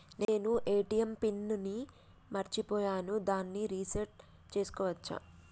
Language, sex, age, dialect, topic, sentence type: Telugu, female, 25-30, Telangana, banking, question